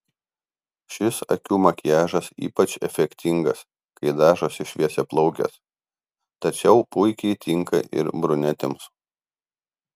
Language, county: Lithuanian, Kaunas